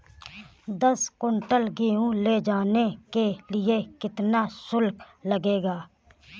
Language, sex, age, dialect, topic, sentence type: Hindi, female, 18-24, Awadhi Bundeli, agriculture, question